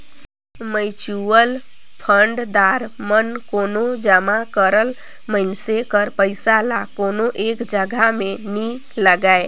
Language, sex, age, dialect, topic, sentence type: Chhattisgarhi, female, 18-24, Northern/Bhandar, banking, statement